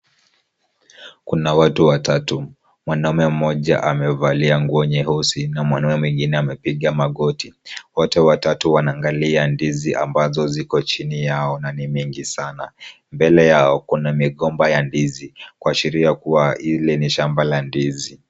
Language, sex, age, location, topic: Swahili, female, 25-35, Kisumu, agriculture